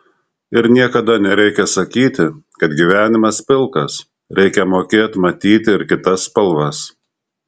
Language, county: Lithuanian, Šiauliai